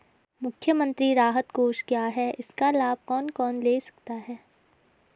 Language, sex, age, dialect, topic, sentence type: Hindi, female, 18-24, Garhwali, banking, question